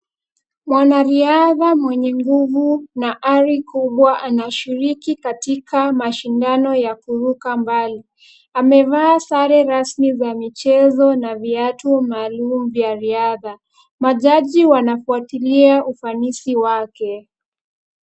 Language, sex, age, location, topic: Swahili, female, 25-35, Kisumu, government